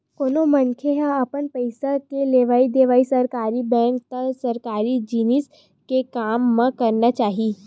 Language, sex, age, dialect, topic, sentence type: Chhattisgarhi, female, 18-24, Western/Budati/Khatahi, banking, statement